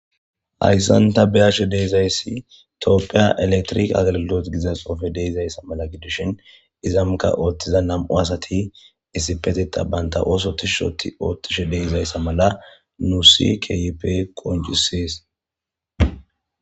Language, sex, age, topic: Gamo, male, 18-24, government